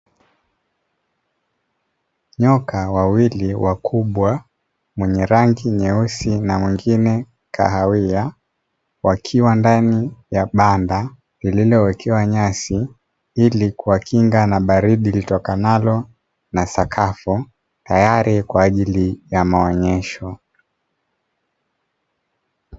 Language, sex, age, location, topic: Swahili, male, 25-35, Dar es Salaam, agriculture